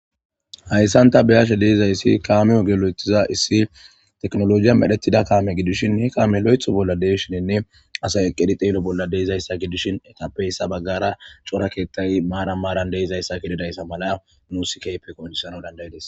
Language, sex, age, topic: Gamo, female, 18-24, government